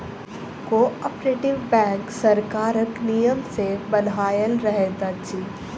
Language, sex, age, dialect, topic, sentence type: Maithili, female, 18-24, Southern/Standard, banking, statement